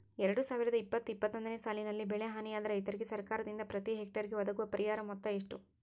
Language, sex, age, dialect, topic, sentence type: Kannada, female, 18-24, Central, agriculture, question